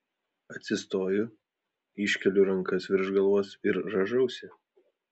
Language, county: Lithuanian, Utena